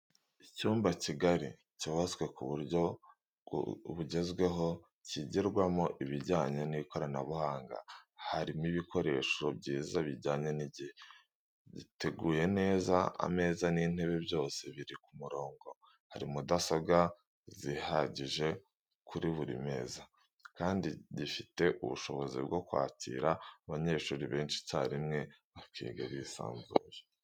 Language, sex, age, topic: Kinyarwanda, male, 18-24, education